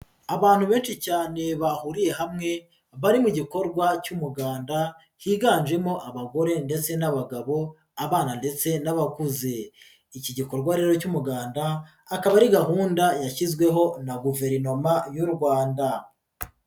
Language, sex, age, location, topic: Kinyarwanda, female, 36-49, Nyagatare, government